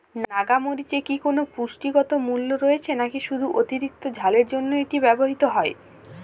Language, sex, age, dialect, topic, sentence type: Bengali, female, 18-24, Jharkhandi, agriculture, question